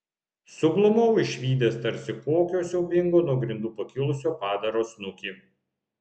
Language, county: Lithuanian, Vilnius